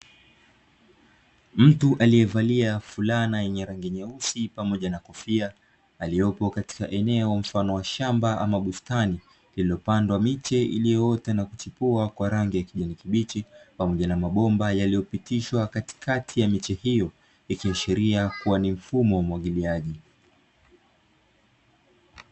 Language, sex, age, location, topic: Swahili, male, 25-35, Dar es Salaam, agriculture